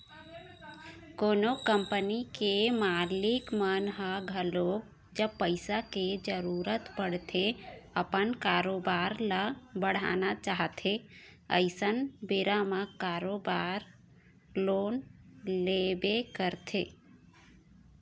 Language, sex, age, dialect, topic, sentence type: Chhattisgarhi, female, 31-35, Eastern, banking, statement